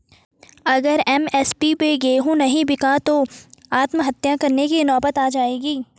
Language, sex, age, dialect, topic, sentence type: Hindi, female, 18-24, Garhwali, agriculture, statement